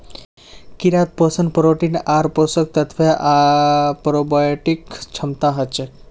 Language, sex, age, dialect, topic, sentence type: Magahi, male, 18-24, Northeastern/Surjapuri, agriculture, statement